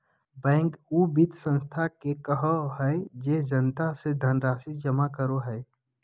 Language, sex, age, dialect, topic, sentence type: Magahi, male, 18-24, Southern, banking, statement